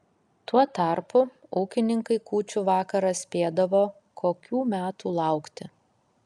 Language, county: Lithuanian, Kaunas